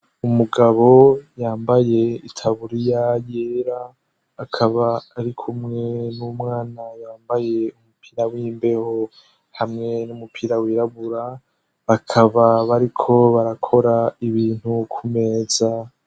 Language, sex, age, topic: Rundi, male, 18-24, education